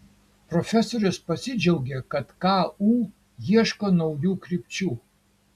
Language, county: Lithuanian, Kaunas